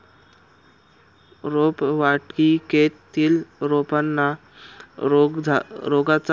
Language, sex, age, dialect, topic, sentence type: Marathi, male, 25-30, Standard Marathi, agriculture, question